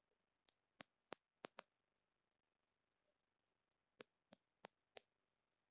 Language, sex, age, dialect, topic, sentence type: Hindi, male, 18-24, Garhwali, banking, question